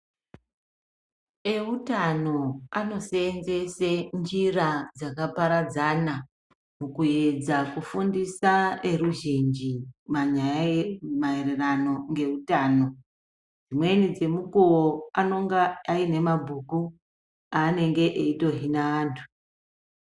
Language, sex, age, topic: Ndau, male, 25-35, health